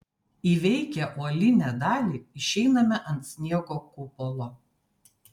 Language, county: Lithuanian, Vilnius